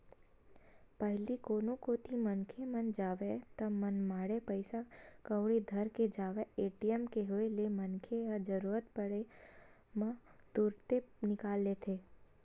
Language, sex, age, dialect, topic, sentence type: Chhattisgarhi, female, 18-24, Western/Budati/Khatahi, banking, statement